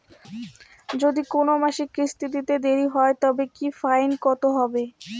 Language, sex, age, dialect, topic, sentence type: Bengali, female, 60-100, Rajbangshi, banking, question